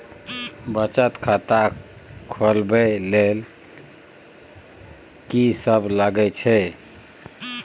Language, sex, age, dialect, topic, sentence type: Maithili, male, 46-50, Bajjika, banking, question